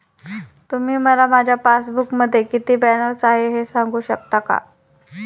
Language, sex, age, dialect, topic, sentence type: Marathi, female, 25-30, Standard Marathi, banking, question